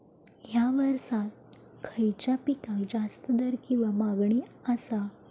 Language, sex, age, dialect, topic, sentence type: Marathi, female, 18-24, Southern Konkan, agriculture, question